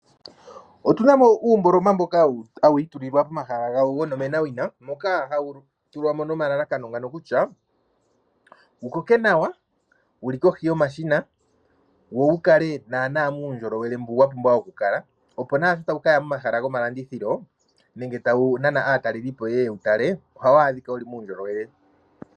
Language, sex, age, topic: Oshiwambo, male, 25-35, agriculture